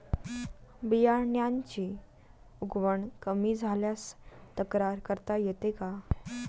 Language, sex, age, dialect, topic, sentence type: Marathi, female, 18-24, Standard Marathi, agriculture, question